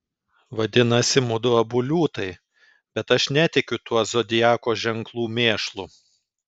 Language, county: Lithuanian, Kaunas